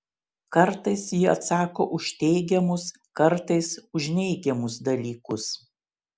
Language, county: Lithuanian, Šiauliai